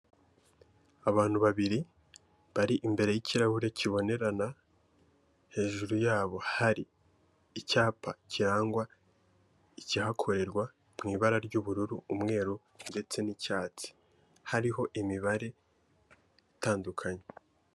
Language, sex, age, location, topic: Kinyarwanda, male, 18-24, Kigali, finance